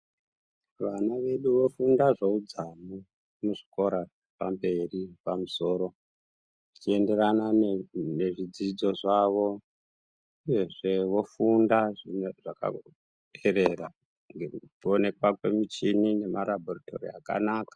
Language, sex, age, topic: Ndau, male, 50+, education